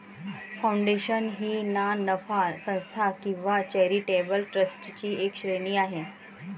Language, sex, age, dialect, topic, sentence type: Marathi, female, 36-40, Varhadi, banking, statement